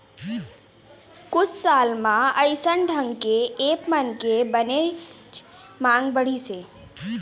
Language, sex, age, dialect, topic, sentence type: Chhattisgarhi, female, 41-45, Eastern, banking, statement